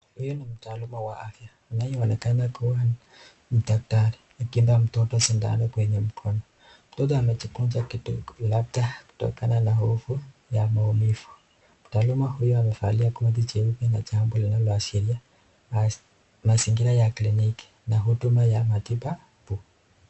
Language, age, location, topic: Swahili, 36-49, Nakuru, health